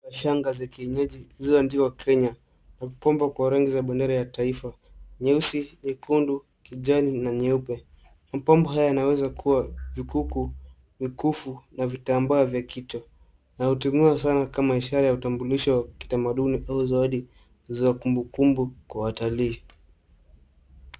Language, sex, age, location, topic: Swahili, male, 18-24, Nairobi, finance